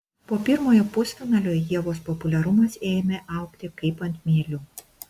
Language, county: Lithuanian, Šiauliai